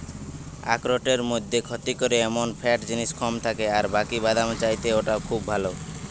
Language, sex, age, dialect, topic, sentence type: Bengali, male, 18-24, Western, agriculture, statement